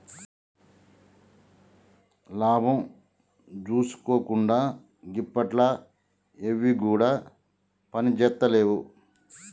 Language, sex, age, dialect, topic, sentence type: Telugu, male, 46-50, Telangana, banking, statement